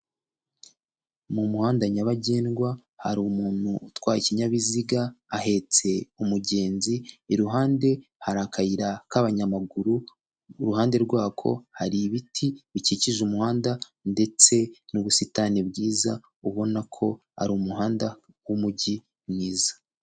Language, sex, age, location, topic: Kinyarwanda, male, 25-35, Kigali, government